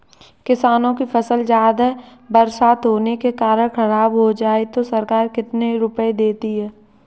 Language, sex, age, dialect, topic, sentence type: Hindi, male, 18-24, Kanauji Braj Bhasha, agriculture, question